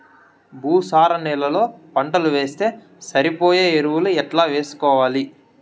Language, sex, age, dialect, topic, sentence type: Telugu, male, 18-24, Southern, agriculture, question